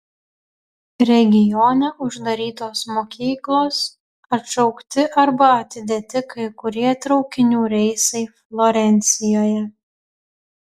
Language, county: Lithuanian, Kaunas